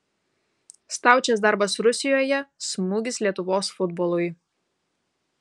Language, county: Lithuanian, Kaunas